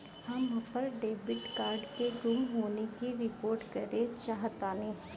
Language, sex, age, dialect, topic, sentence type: Bhojpuri, female, 18-24, Northern, banking, statement